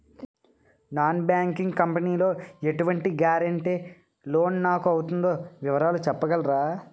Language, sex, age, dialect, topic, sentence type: Telugu, male, 18-24, Utterandhra, banking, question